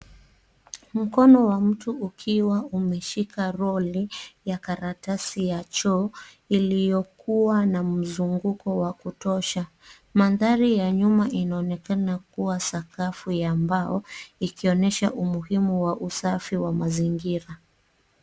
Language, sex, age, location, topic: Swahili, female, 25-35, Nairobi, health